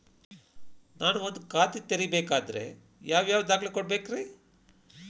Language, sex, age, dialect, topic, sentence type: Kannada, male, 51-55, Dharwad Kannada, banking, question